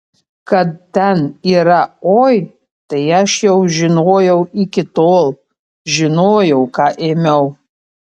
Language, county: Lithuanian, Panevėžys